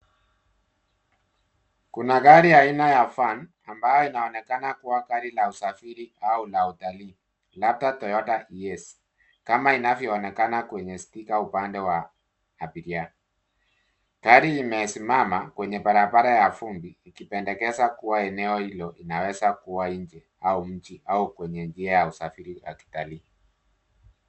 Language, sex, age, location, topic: Swahili, male, 36-49, Nairobi, finance